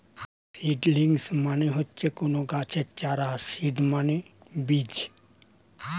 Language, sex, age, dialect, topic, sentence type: Bengali, male, 60-100, Standard Colloquial, agriculture, statement